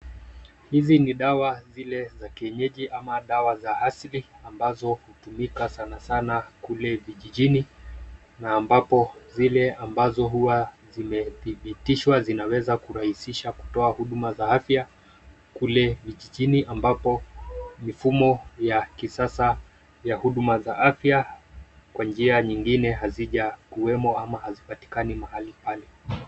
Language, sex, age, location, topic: Swahili, male, 25-35, Nairobi, health